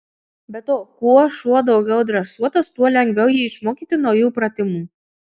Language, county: Lithuanian, Marijampolė